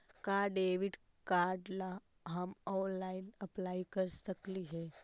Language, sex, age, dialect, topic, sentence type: Magahi, female, 18-24, Central/Standard, banking, question